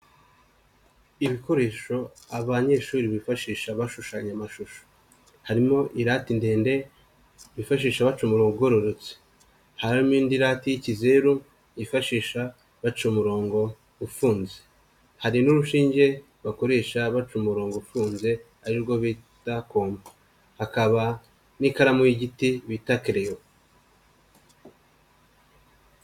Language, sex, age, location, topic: Kinyarwanda, male, 25-35, Nyagatare, education